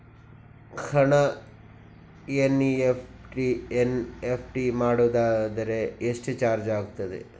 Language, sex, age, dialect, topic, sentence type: Kannada, male, 56-60, Coastal/Dakshin, banking, question